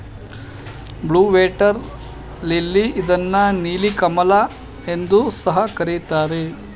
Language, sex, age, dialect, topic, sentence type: Kannada, male, 31-35, Mysore Kannada, agriculture, statement